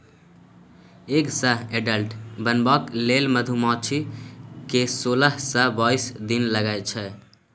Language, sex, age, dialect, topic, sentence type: Maithili, male, 18-24, Bajjika, agriculture, statement